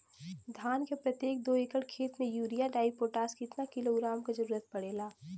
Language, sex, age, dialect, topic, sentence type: Bhojpuri, female, 25-30, Western, agriculture, question